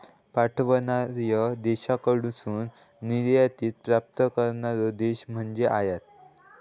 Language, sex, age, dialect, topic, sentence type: Marathi, male, 18-24, Southern Konkan, banking, statement